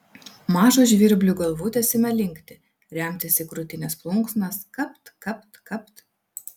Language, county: Lithuanian, Vilnius